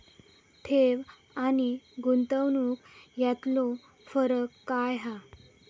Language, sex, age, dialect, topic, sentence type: Marathi, female, 18-24, Southern Konkan, banking, question